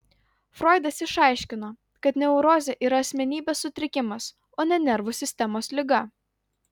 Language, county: Lithuanian, Utena